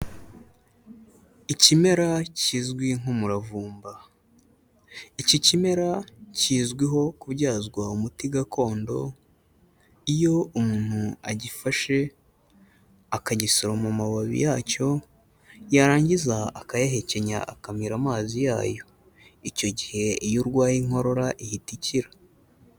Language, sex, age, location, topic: Kinyarwanda, male, 18-24, Kigali, health